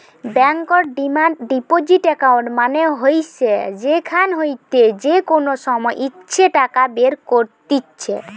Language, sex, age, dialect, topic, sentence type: Bengali, female, 18-24, Western, banking, statement